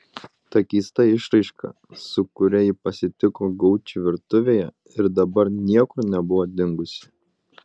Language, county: Lithuanian, Utena